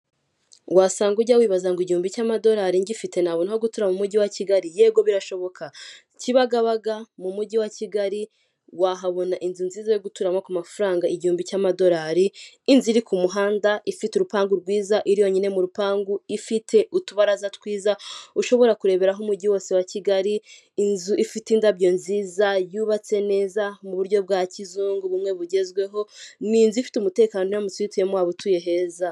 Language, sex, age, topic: Kinyarwanda, female, 18-24, finance